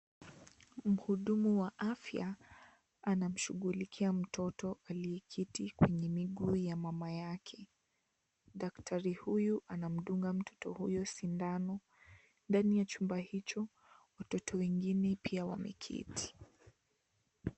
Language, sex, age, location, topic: Swahili, female, 18-24, Kisii, health